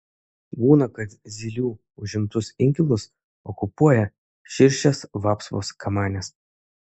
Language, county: Lithuanian, Kaunas